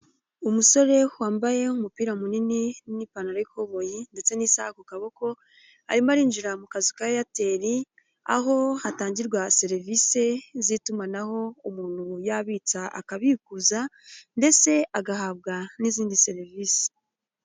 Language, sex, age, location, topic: Kinyarwanda, female, 18-24, Nyagatare, finance